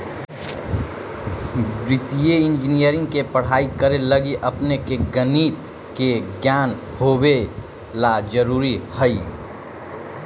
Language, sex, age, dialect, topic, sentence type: Magahi, male, 18-24, Central/Standard, agriculture, statement